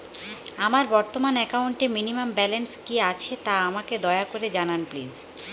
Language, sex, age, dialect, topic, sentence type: Bengali, female, 18-24, Jharkhandi, banking, statement